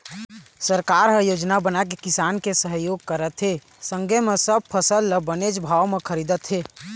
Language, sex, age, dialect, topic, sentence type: Chhattisgarhi, male, 18-24, Eastern, agriculture, statement